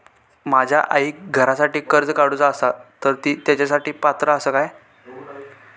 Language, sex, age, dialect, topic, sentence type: Marathi, male, 18-24, Southern Konkan, banking, question